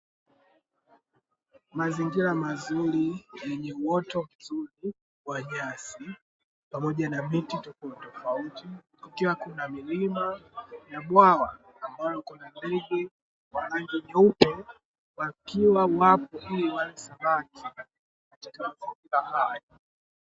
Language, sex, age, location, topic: Swahili, male, 18-24, Dar es Salaam, agriculture